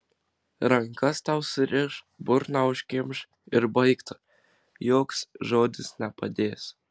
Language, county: Lithuanian, Marijampolė